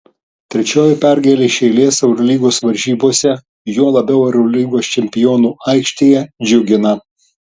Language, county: Lithuanian, Tauragė